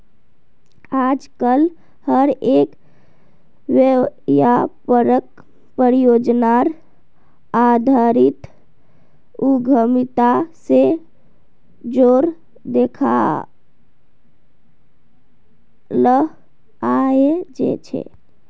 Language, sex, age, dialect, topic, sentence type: Magahi, female, 18-24, Northeastern/Surjapuri, banking, statement